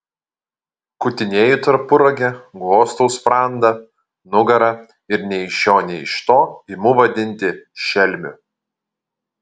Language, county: Lithuanian, Kaunas